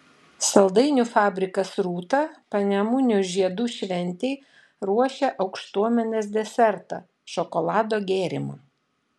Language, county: Lithuanian, Šiauliai